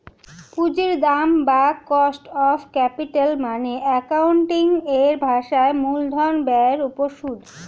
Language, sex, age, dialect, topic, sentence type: Bengali, female, <18, Standard Colloquial, banking, statement